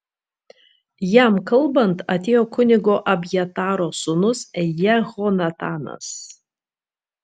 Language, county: Lithuanian, Vilnius